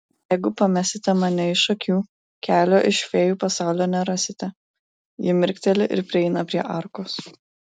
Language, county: Lithuanian, Vilnius